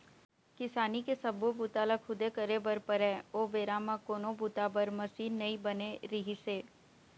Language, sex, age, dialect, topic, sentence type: Chhattisgarhi, female, 18-24, Eastern, agriculture, statement